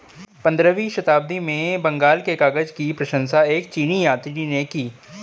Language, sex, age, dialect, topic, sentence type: Hindi, male, 18-24, Hindustani Malvi Khadi Boli, agriculture, statement